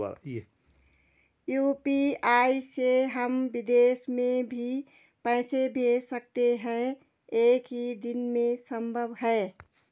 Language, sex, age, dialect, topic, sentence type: Hindi, female, 46-50, Garhwali, banking, question